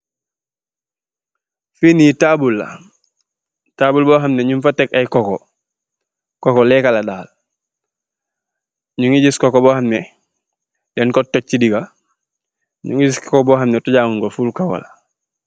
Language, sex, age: Wolof, male, 25-35